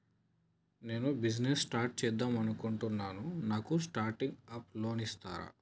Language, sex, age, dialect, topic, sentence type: Telugu, male, 25-30, Telangana, banking, question